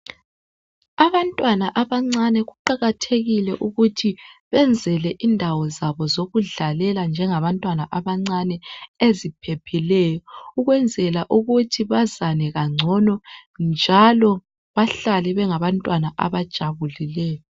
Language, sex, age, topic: North Ndebele, male, 25-35, health